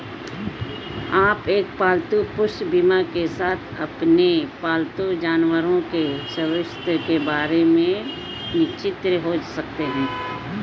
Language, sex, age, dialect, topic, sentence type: Hindi, female, 18-24, Hindustani Malvi Khadi Boli, banking, statement